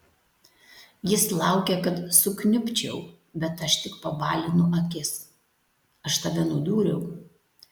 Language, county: Lithuanian, Tauragė